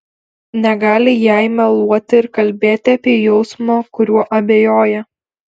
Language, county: Lithuanian, Alytus